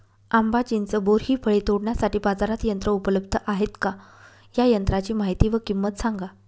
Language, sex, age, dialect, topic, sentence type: Marathi, female, 25-30, Northern Konkan, agriculture, question